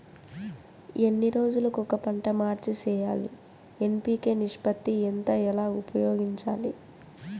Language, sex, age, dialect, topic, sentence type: Telugu, female, 18-24, Southern, agriculture, question